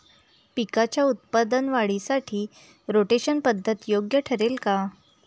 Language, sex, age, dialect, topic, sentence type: Marathi, female, 31-35, Northern Konkan, agriculture, question